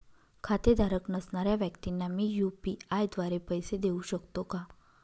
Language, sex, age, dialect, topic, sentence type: Marathi, female, 25-30, Northern Konkan, banking, question